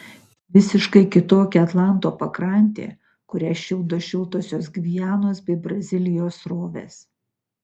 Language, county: Lithuanian, Utena